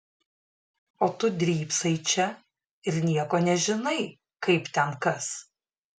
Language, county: Lithuanian, Šiauliai